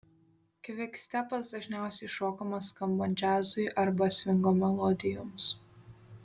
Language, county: Lithuanian, Šiauliai